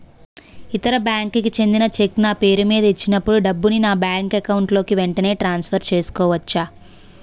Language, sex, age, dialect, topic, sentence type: Telugu, female, 18-24, Utterandhra, banking, question